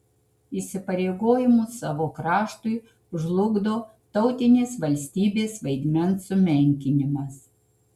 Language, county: Lithuanian, Kaunas